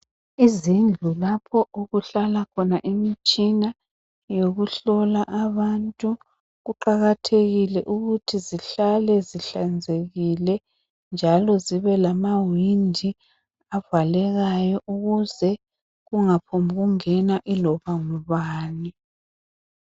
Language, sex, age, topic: North Ndebele, male, 50+, health